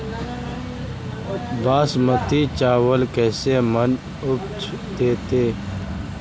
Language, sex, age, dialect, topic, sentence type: Magahi, female, 18-24, Central/Standard, agriculture, question